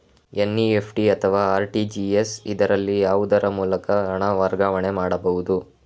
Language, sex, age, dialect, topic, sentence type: Kannada, male, 25-30, Coastal/Dakshin, banking, question